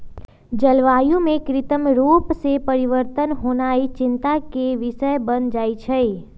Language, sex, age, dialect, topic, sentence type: Magahi, female, 25-30, Western, agriculture, statement